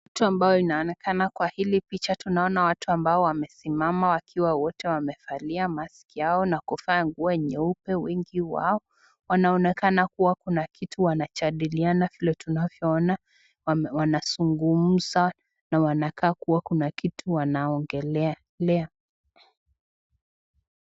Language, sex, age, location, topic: Swahili, female, 18-24, Nakuru, health